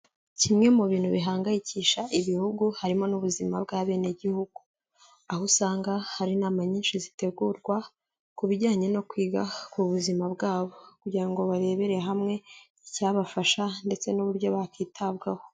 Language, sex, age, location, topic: Kinyarwanda, female, 18-24, Kigali, health